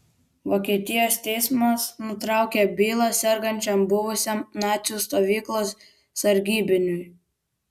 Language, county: Lithuanian, Vilnius